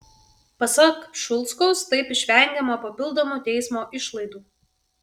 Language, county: Lithuanian, Vilnius